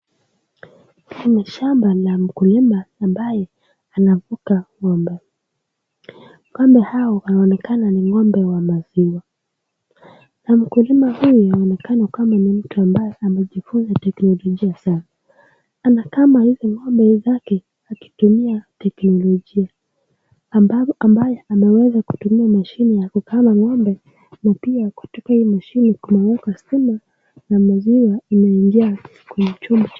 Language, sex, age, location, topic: Swahili, female, 18-24, Nakuru, agriculture